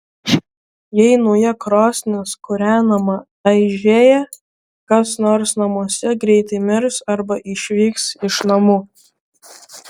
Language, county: Lithuanian, Vilnius